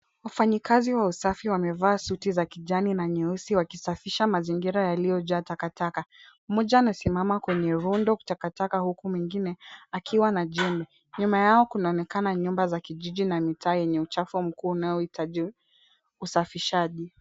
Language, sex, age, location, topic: Swahili, female, 18-24, Kisumu, health